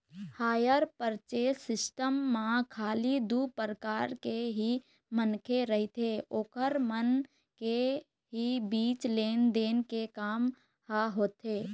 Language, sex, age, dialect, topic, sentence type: Chhattisgarhi, female, 51-55, Eastern, banking, statement